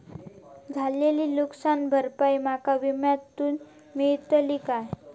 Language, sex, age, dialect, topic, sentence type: Marathi, female, 31-35, Southern Konkan, banking, question